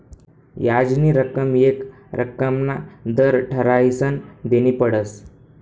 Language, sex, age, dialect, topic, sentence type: Marathi, male, 18-24, Northern Konkan, banking, statement